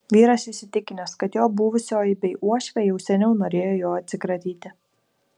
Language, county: Lithuanian, Kaunas